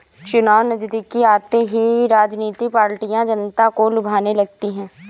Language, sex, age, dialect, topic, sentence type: Hindi, female, 18-24, Awadhi Bundeli, banking, statement